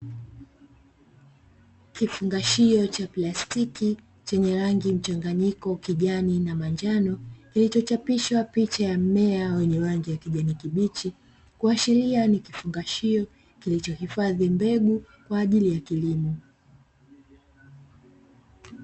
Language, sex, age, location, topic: Swahili, female, 25-35, Dar es Salaam, agriculture